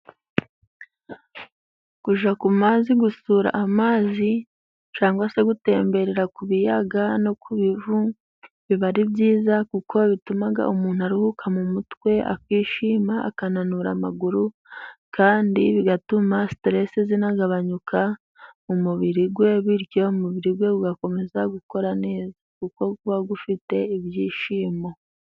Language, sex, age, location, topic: Kinyarwanda, female, 18-24, Musanze, government